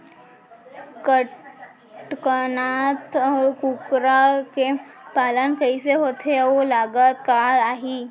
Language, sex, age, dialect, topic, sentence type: Chhattisgarhi, female, 18-24, Central, agriculture, question